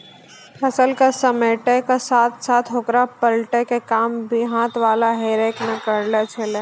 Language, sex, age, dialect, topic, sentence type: Maithili, female, 18-24, Angika, agriculture, statement